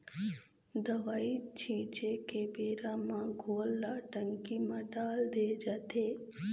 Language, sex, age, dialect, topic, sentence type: Chhattisgarhi, female, 18-24, Eastern, agriculture, statement